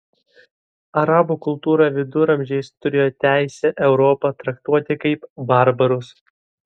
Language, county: Lithuanian, Vilnius